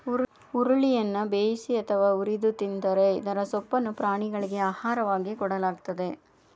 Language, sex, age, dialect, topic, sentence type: Kannada, female, 31-35, Mysore Kannada, agriculture, statement